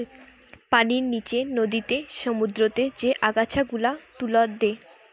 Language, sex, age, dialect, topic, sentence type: Bengali, female, 18-24, Western, agriculture, statement